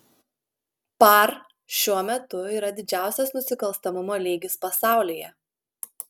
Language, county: Lithuanian, Klaipėda